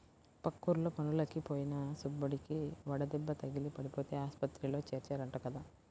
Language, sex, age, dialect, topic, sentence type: Telugu, female, 18-24, Central/Coastal, agriculture, statement